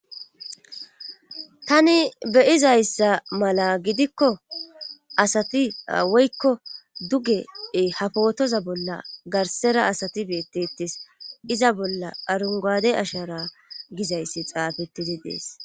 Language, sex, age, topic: Gamo, female, 25-35, government